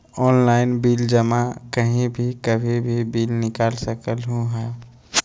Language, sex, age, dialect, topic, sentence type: Magahi, male, 25-30, Western, banking, question